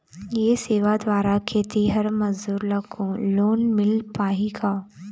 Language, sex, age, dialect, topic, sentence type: Chhattisgarhi, female, 18-24, Eastern, banking, question